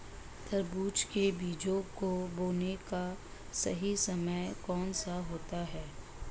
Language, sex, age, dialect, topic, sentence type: Hindi, male, 56-60, Marwari Dhudhari, agriculture, statement